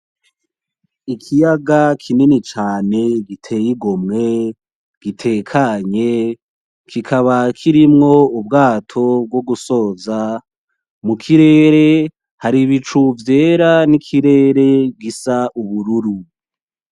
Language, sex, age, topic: Rundi, male, 18-24, agriculture